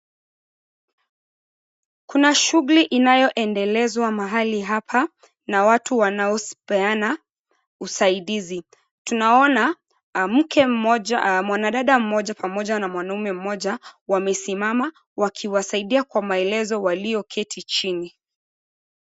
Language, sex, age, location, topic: Swahili, female, 25-35, Mombasa, government